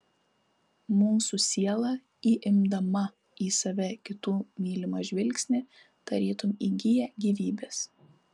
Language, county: Lithuanian, Kaunas